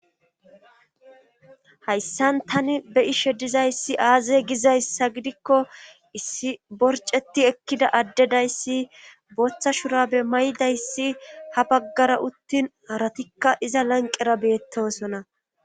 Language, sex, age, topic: Gamo, female, 25-35, government